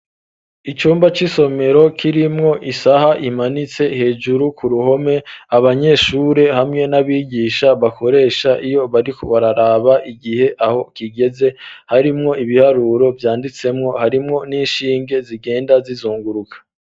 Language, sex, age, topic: Rundi, male, 25-35, education